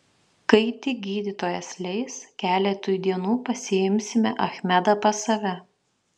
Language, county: Lithuanian, Šiauliai